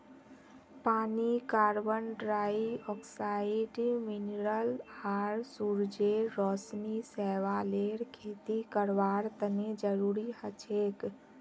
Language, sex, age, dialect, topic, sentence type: Magahi, female, 18-24, Northeastern/Surjapuri, agriculture, statement